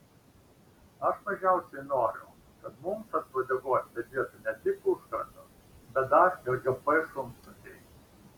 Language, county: Lithuanian, Šiauliai